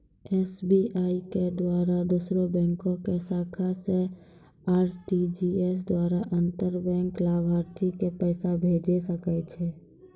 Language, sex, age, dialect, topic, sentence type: Maithili, female, 18-24, Angika, banking, statement